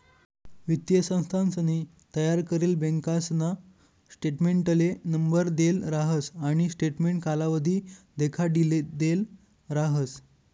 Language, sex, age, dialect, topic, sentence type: Marathi, male, 25-30, Northern Konkan, banking, statement